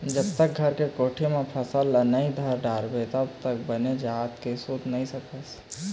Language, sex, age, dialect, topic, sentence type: Chhattisgarhi, male, 18-24, Eastern, agriculture, statement